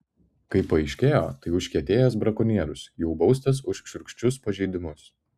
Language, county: Lithuanian, Vilnius